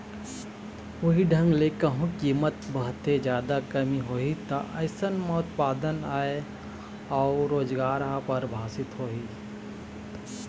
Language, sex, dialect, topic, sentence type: Chhattisgarhi, male, Eastern, banking, statement